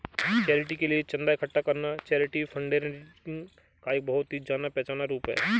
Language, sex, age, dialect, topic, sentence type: Hindi, male, 25-30, Marwari Dhudhari, banking, statement